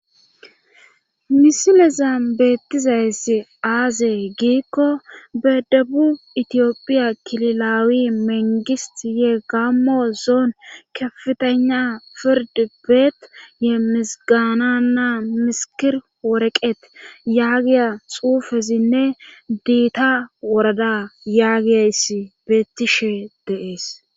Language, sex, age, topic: Gamo, female, 25-35, government